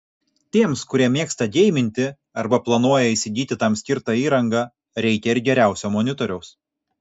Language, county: Lithuanian, Kaunas